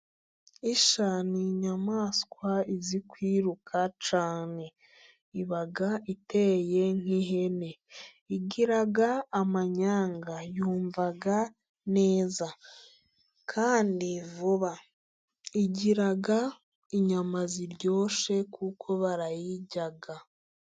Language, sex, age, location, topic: Kinyarwanda, female, 18-24, Musanze, agriculture